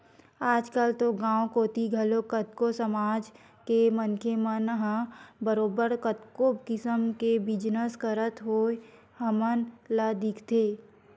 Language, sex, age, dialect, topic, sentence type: Chhattisgarhi, female, 25-30, Western/Budati/Khatahi, banking, statement